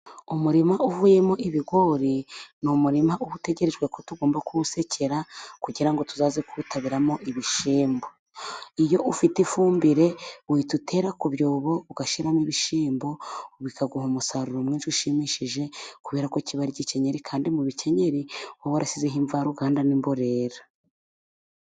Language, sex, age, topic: Kinyarwanda, female, 25-35, agriculture